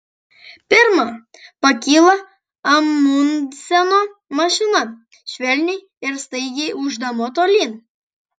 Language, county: Lithuanian, Kaunas